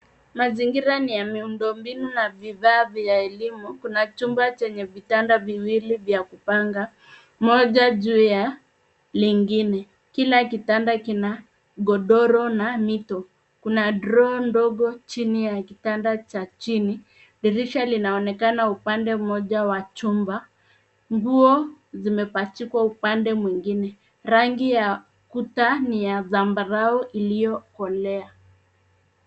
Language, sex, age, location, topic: Swahili, female, 25-35, Nairobi, education